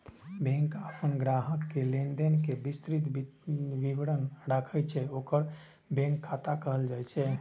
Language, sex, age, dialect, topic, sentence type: Maithili, male, 25-30, Eastern / Thethi, banking, statement